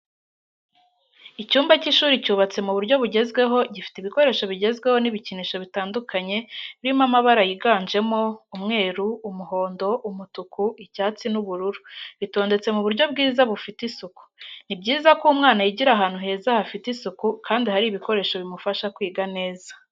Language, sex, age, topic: Kinyarwanda, female, 18-24, education